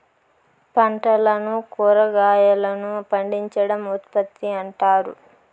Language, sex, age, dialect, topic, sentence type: Telugu, female, 25-30, Southern, agriculture, statement